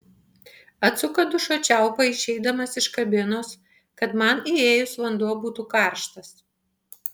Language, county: Lithuanian, Panevėžys